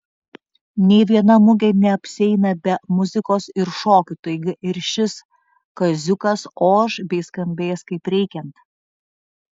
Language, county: Lithuanian, Vilnius